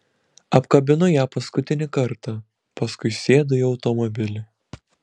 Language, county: Lithuanian, Kaunas